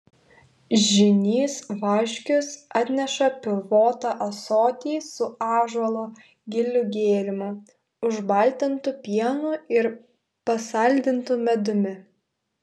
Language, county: Lithuanian, Klaipėda